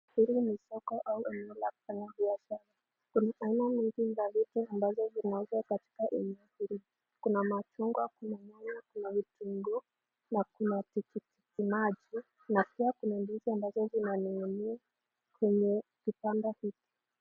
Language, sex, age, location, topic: Swahili, female, 25-35, Nakuru, finance